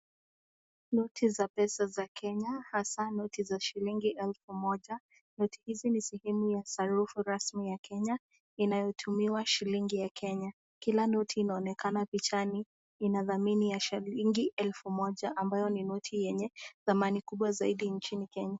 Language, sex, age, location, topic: Swahili, female, 18-24, Nakuru, finance